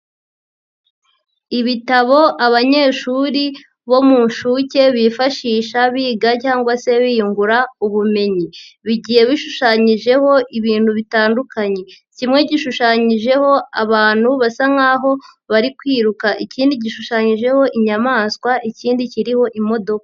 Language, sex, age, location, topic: Kinyarwanda, female, 50+, Nyagatare, education